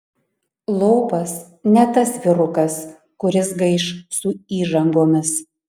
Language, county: Lithuanian, Panevėžys